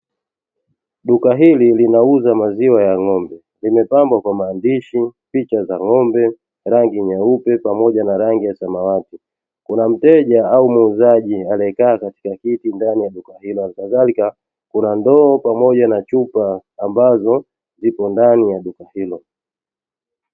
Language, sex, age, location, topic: Swahili, male, 18-24, Dar es Salaam, finance